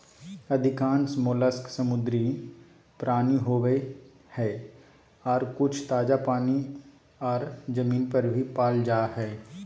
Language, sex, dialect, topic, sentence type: Magahi, male, Southern, agriculture, statement